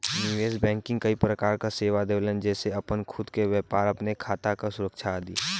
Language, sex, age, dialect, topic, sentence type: Bhojpuri, male, 41-45, Western, banking, statement